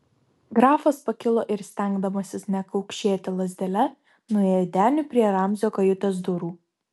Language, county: Lithuanian, Vilnius